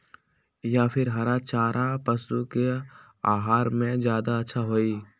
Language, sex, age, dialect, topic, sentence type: Magahi, male, 18-24, Western, agriculture, question